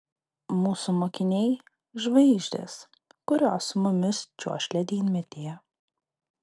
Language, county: Lithuanian, Telšiai